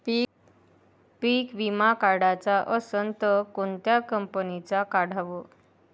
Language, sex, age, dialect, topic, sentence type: Marathi, female, 18-24, Varhadi, agriculture, question